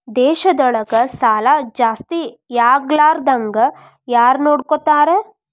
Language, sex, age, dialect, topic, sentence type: Kannada, female, 25-30, Dharwad Kannada, banking, statement